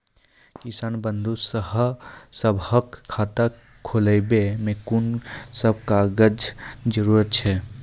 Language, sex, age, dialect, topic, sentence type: Maithili, male, 18-24, Angika, banking, question